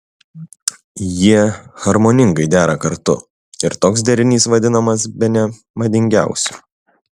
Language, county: Lithuanian, Šiauliai